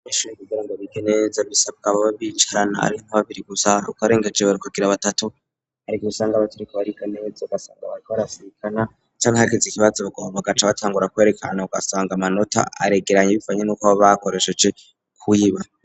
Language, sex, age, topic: Rundi, male, 36-49, education